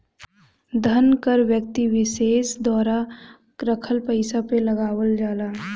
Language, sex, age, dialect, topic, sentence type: Bhojpuri, female, 18-24, Western, banking, statement